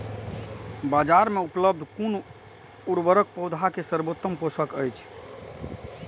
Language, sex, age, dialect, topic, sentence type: Maithili, male, 46-50, Eastern / Thethi, agriculture, question